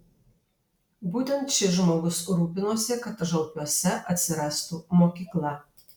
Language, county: Lithuanian, Alytus